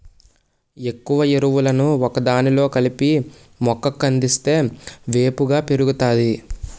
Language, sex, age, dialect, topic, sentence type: Telugu, male, 18-24, Utterandhra, agriculture, statement